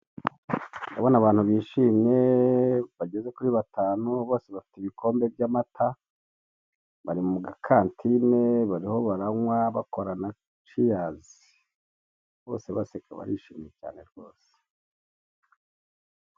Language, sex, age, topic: Kinyarwanda, male, 36-49, finance